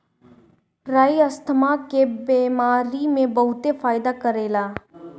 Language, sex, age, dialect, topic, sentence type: Bhojpuri, female, 18-24, Northern, agriculture, statement